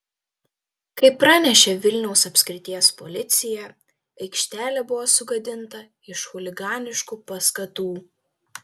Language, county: Lithuanian, Telšiai